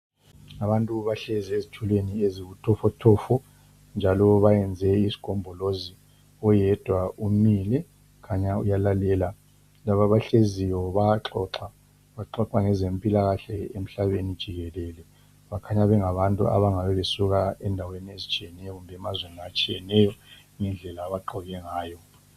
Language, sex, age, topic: North Ndebele, male, 50+, health